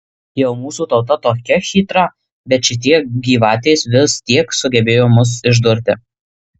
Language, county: Lithuanian, Marijampolė